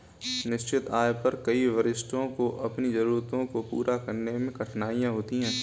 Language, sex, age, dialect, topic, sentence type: Hindi, male, 18-24, Kanauji Braj Bhasha, banking, statement